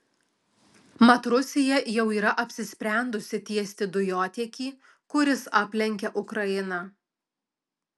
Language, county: Lithuanian, Alytus